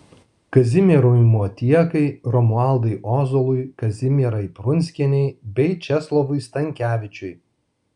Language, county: Lithuanian, Vilnius